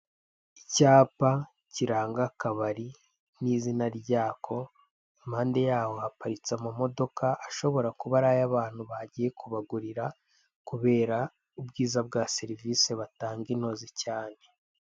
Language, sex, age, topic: Kinyarwanda, male, 18-24, finance